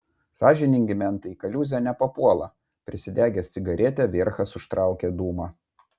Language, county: Lithuanian, Vilnius